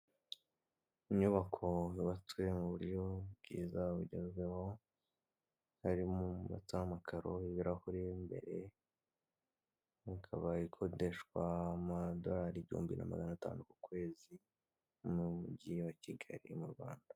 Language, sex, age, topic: Kinyarwanda, male, 18-24, finance